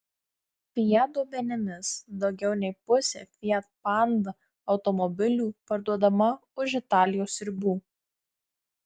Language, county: Lithuanian, Marijampolė